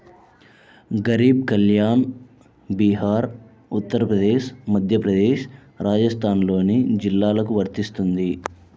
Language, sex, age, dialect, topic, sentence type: Telugu, male, 25-30, Central/Coastal, banking, statement